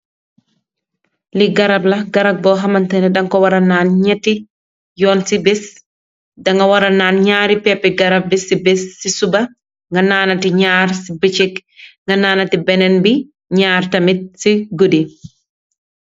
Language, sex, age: Wolof, female, 18-24